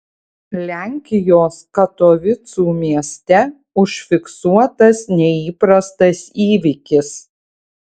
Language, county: Lithuanian, Utena